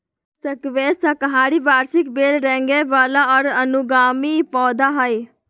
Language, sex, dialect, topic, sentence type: Magahi, female, Southern, agriculture, statement